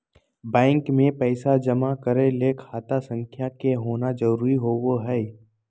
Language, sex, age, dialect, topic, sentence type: Magahi, male, 18-24, Southern, banking, statement